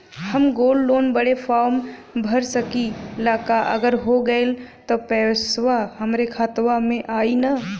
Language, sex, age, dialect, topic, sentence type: Bhojpuri, female, 25-30, Western, banking, question